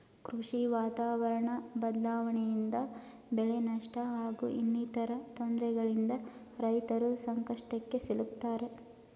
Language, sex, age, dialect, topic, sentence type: Kannada, female, 18-24, Mysore Kannada, agriculture, statement